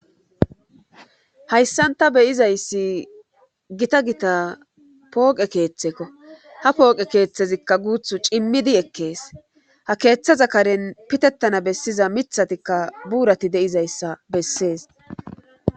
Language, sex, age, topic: Gamo, female, 36-49, government